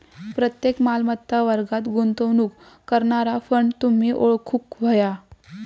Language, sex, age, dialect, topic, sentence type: Marathi, female, 18-24, Southern Konkan, banking, statement